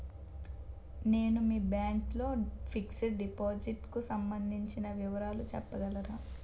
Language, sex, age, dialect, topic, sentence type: Telugu, female, 18-24, Utterandhra, banking, question